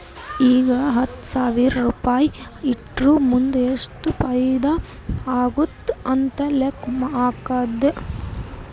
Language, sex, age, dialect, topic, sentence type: Kannada, female, 18-24, Northeastern, banking, statement